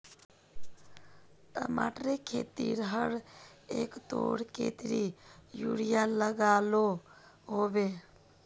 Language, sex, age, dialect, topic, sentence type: Magahi, female, 31-35, Northeastern/Surjapuri, agriculture, question